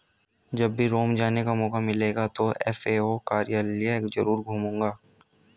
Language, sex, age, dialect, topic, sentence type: Hindi, male, 18-24, Hindustani Malvi Khadi Boli, agriculture, statement